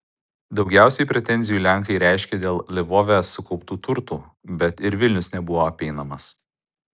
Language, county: Lithuanian, Utena